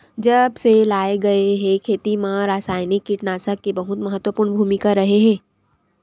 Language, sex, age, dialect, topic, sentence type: Chhattisgarhi, female, 25-30, Western/Budati/Khatahi, agriculture, statement